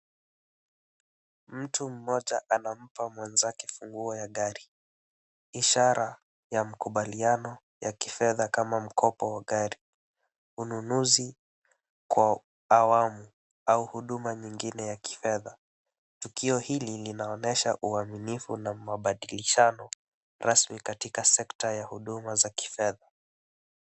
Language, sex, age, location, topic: Swahili, male, 18-24, Wajir, finance